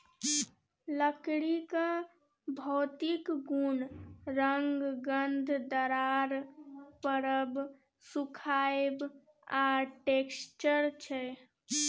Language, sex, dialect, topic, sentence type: Maithili, female, Bajjika, agriculture, statement